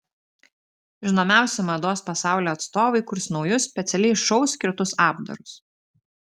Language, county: Lithuanian, Telšiai